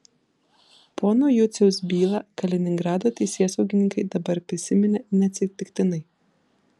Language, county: Lithuanian, Vilnius